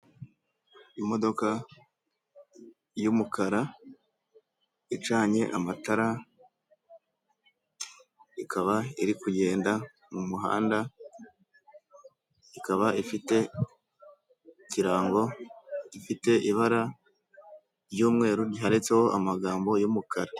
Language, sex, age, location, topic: Kinyarwanda, male, 18-24, Kigali, finance